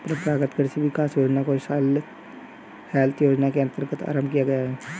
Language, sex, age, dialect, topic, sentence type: Hindi, male, 18-24, Hindustani Malvi Khadi Boli, agriculture, statement